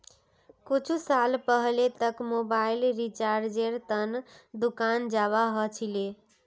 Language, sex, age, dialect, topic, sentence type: Magahi, female, 18-24, Northeastern/Surjapuri, banking, statement